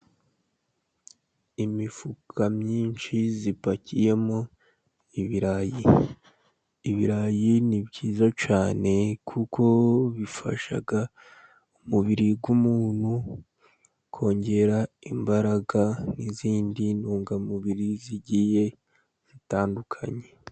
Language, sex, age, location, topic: Kinyarwanda, male, 50+, Musanze, agriculture